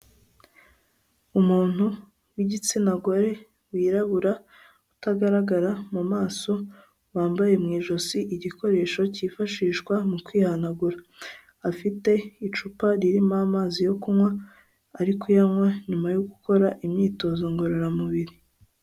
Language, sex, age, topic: Kinyarwanda, female, 18-24, health